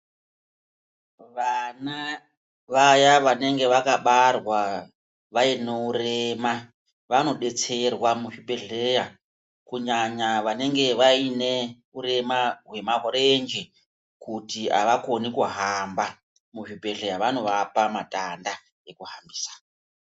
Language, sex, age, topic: Ndau, female, 36-49, health